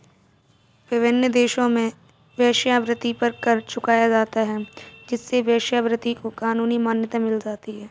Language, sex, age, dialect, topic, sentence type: Hindi, female, 46-50, Kanauji Braj Bhasha, banking, statement